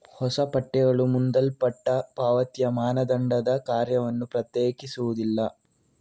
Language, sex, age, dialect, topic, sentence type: Kannada, male, 36-40, Coastal/Dakshin, banking, statement